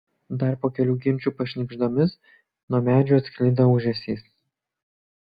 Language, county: Lithuanian, Kaunas